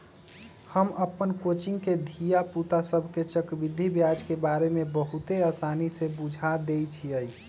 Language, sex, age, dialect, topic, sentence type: Magahi, male, 18-24, Western, banking, statement